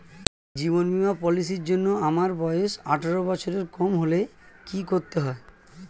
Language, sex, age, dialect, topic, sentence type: Bengali, male, 36-40, Standard Colloquial, banking, question